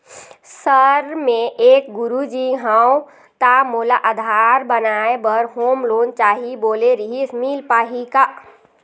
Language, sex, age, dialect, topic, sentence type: Chhattisgarhi, female, 51-55, Eastern, banking, question